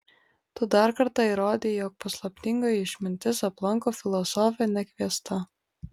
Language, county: Lithuanian, Vilnius